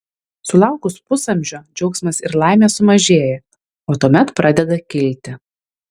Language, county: Lithuanian, Vilnius